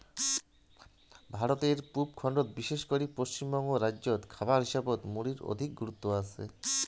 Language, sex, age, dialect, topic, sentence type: Bengali, male, 31-35, Rajbangshi, agriculture, statement